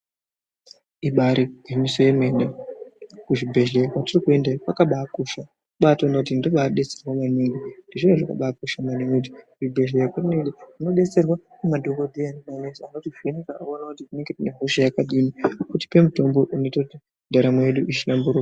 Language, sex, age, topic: Ndau, male, 50+, health